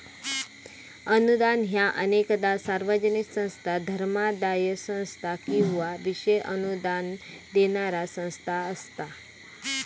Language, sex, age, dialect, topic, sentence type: Marathi, female, 31-35, Southern Konkan, banking, statement